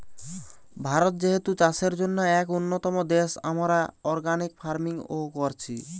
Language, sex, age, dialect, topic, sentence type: Bengali, male, 18-24, Western, agriculture, statement